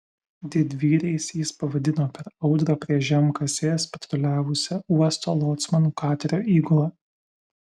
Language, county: Lithuanian, Vilnius